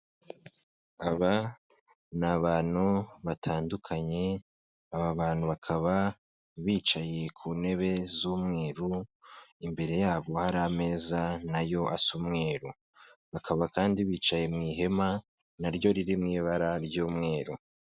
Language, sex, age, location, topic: Kinyarwanda, male, 25-35, Kigali, government